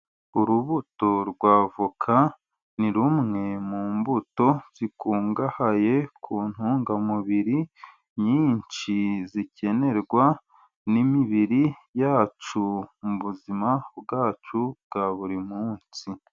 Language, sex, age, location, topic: Kinyarwanda, male, 36-49, Burera, agriculture